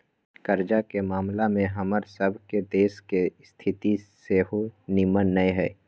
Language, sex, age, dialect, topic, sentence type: Magahi, male, 41-45, Western, banking, statement